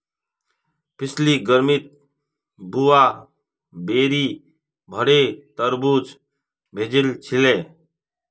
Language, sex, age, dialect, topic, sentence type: Magahi, male, 36-40, Northeastern/Surjapuri, agriculture, statement